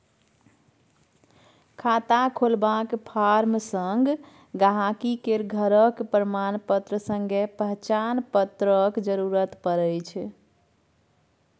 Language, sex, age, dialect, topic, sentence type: Maithili, female, 31-35, Bajjika, banking, statement